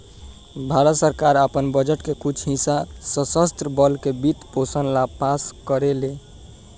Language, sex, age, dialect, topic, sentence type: Bhojpuri, male, 18-24, Southern / Standard, banking, statement